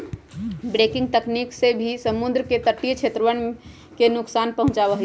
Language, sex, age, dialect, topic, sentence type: Magahi, female, 31-35, Western, agriculture, statement